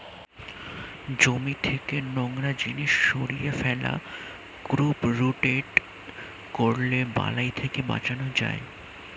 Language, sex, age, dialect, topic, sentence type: Bengali, male, <18, Standard Colloquial, agriculture, statement